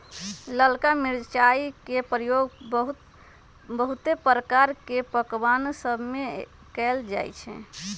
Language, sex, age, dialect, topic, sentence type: Magahi, female, 25-30, Western, agriculture, statement